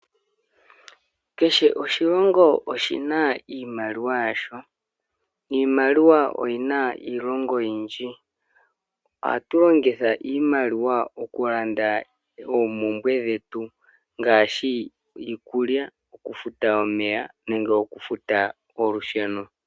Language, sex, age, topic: Oshiwambo, male, 25-35, finance